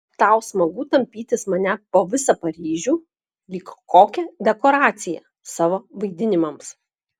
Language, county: Lithuanian, Klaipėda